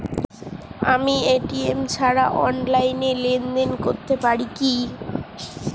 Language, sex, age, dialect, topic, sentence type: Bengali, female, 18-24, Standard Colloquial, banking, question